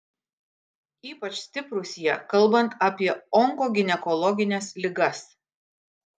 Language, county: Lithuanian, Kaunas